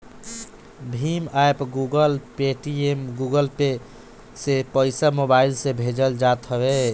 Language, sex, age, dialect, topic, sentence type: Bhojpuri, male, 60-100, Northern, banking, statement